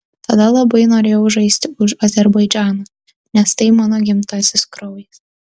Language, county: Lithuanian, Tauragė